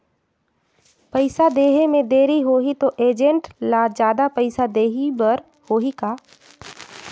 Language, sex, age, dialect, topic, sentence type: Chhattisgarhi, female, 18-24, Northern/Bhandar, banking, question